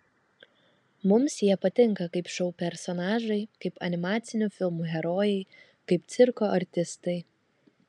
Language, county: Lithuanian, Kaunas